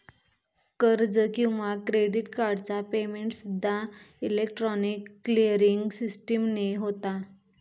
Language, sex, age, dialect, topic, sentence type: Marathi, female, 25-30, Southern Konkan, banking, statement